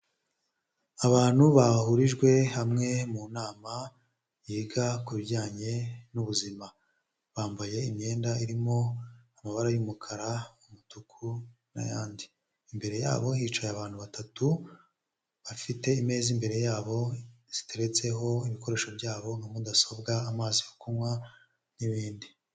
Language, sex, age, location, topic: Kinyarwanda, female, 25-35, Huye, health